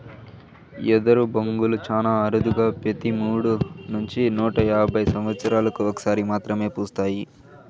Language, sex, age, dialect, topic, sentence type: Telugu, male, 18-24, Southern, agriculture, statement